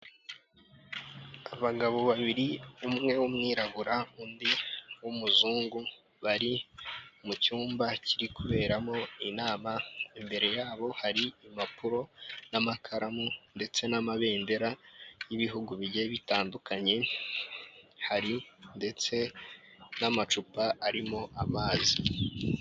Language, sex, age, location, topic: Kinyarwanda, male, 25-35, Kigali, government